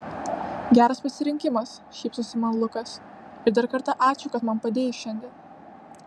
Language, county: Lithuanian, Vilnius